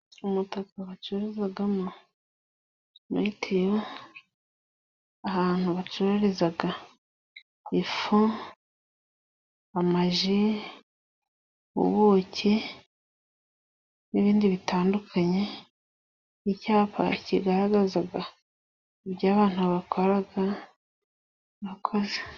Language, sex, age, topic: Kinyarwanda, female, 25-35, finance